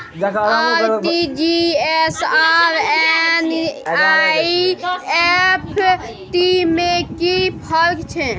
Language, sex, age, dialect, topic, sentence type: Maithili, male, 18-24, Bajjika, banking, question